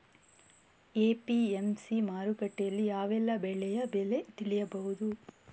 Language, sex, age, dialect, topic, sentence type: Kannada, female, 18-24, Coastal/Dakshin, agriculture, question